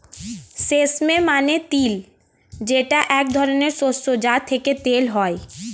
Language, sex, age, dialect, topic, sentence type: Bengali, female, 18-24, Standard Colloquial, agriculture, statement